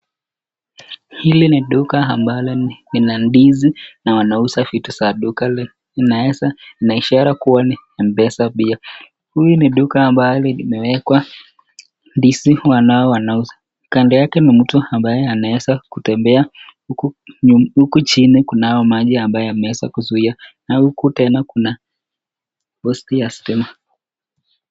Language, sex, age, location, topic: Swahili, male, 18-24, Nakuru, finance